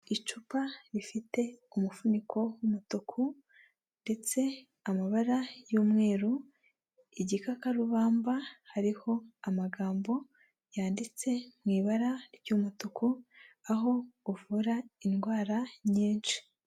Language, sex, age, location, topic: Kinyarwanda, female, 25-35, Huye, health